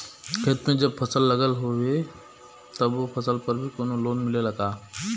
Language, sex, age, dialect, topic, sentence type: Bhojpuri, male, 25-30, Western, banking, question